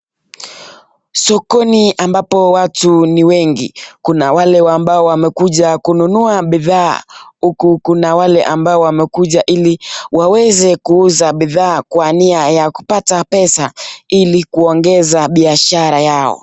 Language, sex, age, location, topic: Swahili, male, 25-35, Nakuru, finance